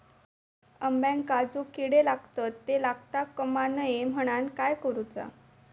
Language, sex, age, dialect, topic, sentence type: Marathi, female, 18-24, Southern Konkan, agriculture, question